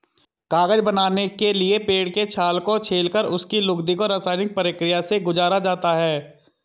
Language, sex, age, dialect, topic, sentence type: Hindi, male, 31-35, Hindustani Malvi Khadi Boli, agriculture, statement